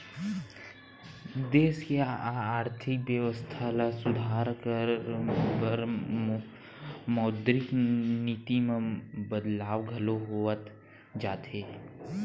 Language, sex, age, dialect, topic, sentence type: Chhattisgarhi, male, 60-100, Western/Budati/Khatahi, banking, statement